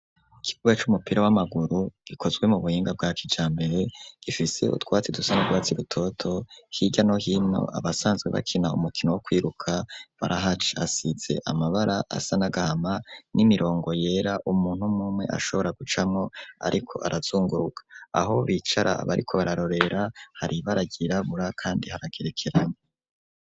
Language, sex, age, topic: Rundi, male, 25-35, education